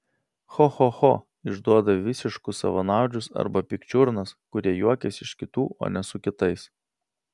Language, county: Lithuanian, Vilnius